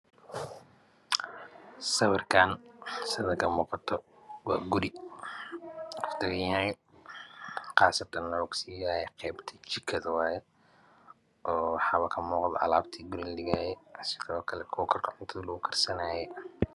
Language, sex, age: Somali, male, 25-35